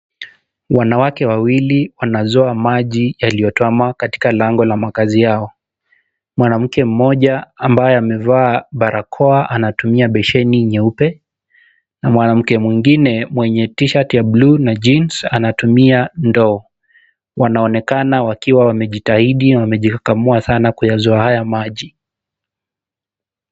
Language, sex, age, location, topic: Swahili, male, 25-35, Kisumu, health